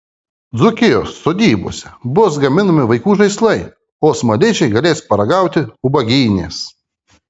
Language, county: Lithuanian, Kaunas